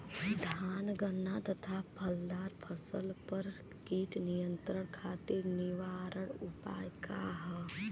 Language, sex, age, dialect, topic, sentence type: Bhojpuri, female, 31-35, Western, agriculture, question